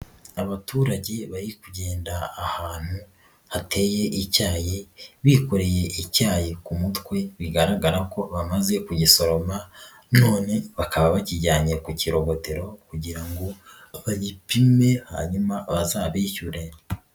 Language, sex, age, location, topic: Kinyarwanda, female, 36-49, Nyagatare, agriculture